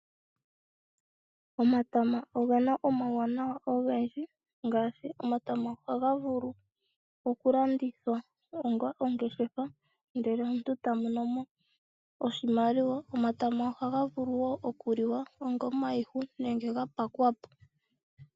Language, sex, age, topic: Oshiwambo, female, 25-35, agriculture